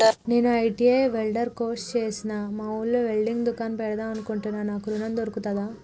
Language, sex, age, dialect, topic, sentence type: Telugu, female, 18-24, Telangana, banking, question